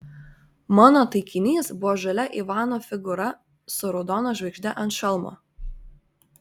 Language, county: Lithuanian, Vilnius